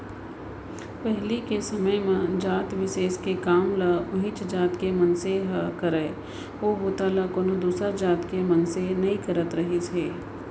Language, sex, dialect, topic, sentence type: Chhattisgarhi, female, Central, banking, statement